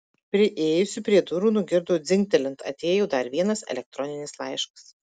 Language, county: Lithuanian, Marijampolė